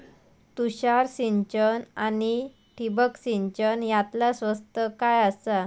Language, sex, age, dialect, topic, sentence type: Marathi, female, 18-24, Southern Konkan, agriculture, question